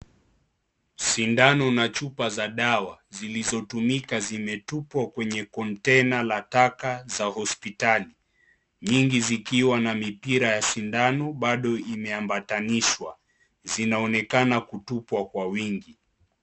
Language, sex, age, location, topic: Swahili, male, 25-35, Kisii, health